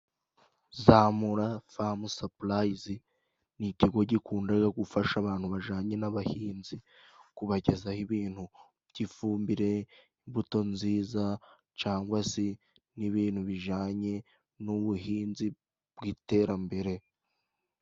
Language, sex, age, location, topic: Kinyarwanda, male, 25-35, Musanze, finance